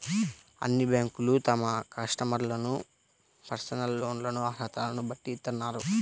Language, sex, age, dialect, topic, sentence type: Telugu, male, 60-100, Central/Coastal, banking, statement